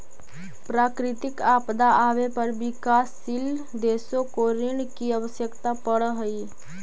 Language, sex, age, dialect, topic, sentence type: Magahi, female, 25-30, Central/Standard, banking, statement